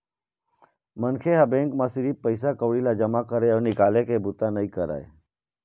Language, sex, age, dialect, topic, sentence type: Chhattisgarhi, male, 25-30, Eastern, banking, statement